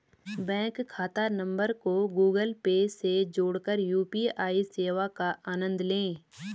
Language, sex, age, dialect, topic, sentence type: Hindi, female, 25-30, Garhwali, banking, statement